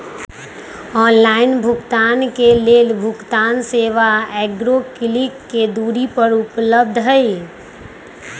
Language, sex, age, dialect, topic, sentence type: Magahi, female, 25-30, Western, banking, statement